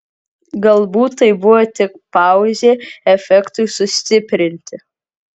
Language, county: Lithuanian, Kaunas